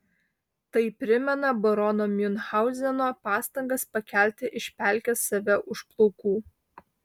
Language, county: Lithuanian, Vilnius